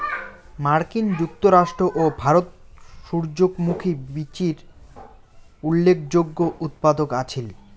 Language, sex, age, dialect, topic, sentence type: Bengali, male, 18-24, Rajbangshi, agriculture, statement